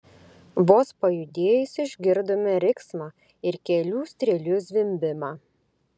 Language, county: Lithuanian, Klaipėda